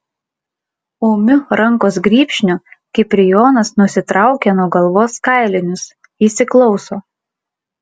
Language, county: Lithuanian, Klaipėda